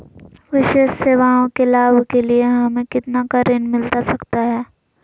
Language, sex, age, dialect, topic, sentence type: Magahi, female, 18-24, Southern, banking, question